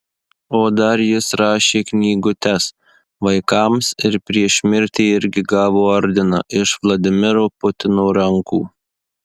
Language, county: Lithuanian, Marijampolė